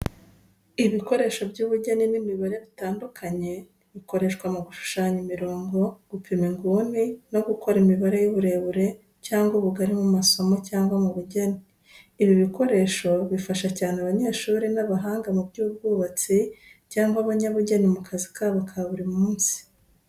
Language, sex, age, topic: Kinyarwanda, female, 36-49, education